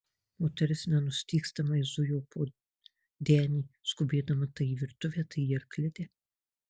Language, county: Lithuanian, Marijampolė